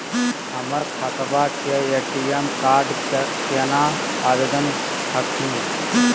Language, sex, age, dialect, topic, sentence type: Magahi, male, 36-40, Southern, banking, question